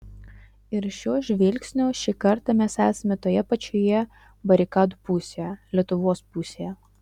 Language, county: Lithuanian, Utena